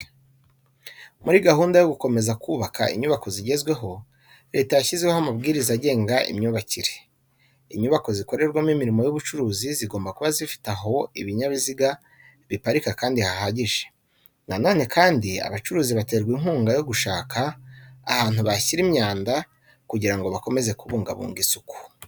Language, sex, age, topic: Kinyarwanda, male, 25-35, education